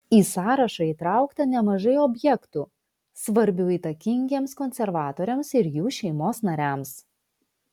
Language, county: Lithuanian, Vilnius